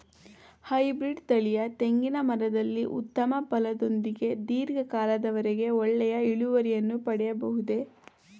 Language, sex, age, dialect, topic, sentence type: Kannada, female, 18-24, Mysore Kannada, agriculture, question